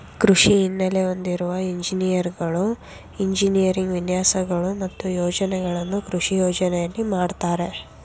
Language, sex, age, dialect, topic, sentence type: Kannada, female, 51-55, Mysore Kannada, agriculture, statement